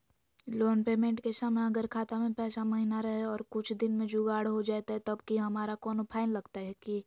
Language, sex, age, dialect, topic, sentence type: Magahi, female, 18-24, Southern, banking, question